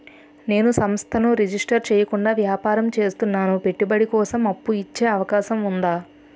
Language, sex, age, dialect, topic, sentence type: Telugu, female, 18-24, Utterandhra, banking, question